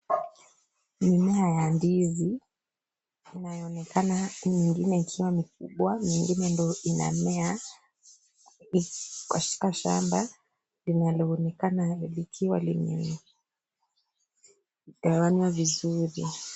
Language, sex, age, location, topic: Swahili, female, 25-35, Kisii, agriculture